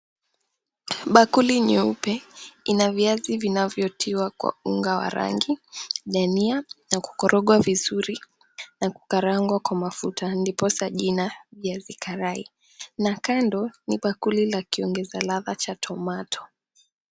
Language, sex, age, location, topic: Swahili, female, 18-24, Mombasa, agriculture